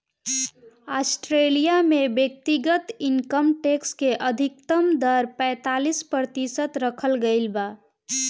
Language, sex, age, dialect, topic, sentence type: Bhojpuri, female, 18-24, Southern / Standard, banking, statement